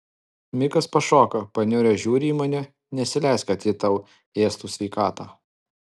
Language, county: Lithuanian, Alytus